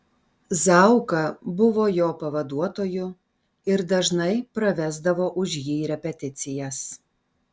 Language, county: Lithuanian, Alytus